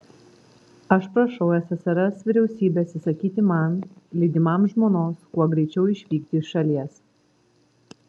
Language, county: Lithuanian, Vilnius